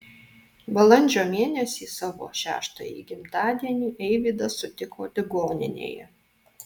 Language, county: Lithuanian, Alytus